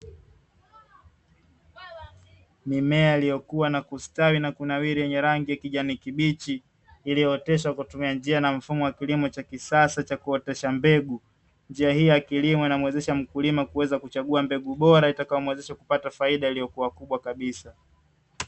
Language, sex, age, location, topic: Swahili, male, 25-35, Dar es Salaam, agriculture